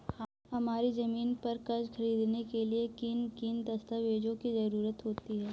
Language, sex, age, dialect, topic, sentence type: Hindi, male, 31-35, Awadhi Bundeli, banking, question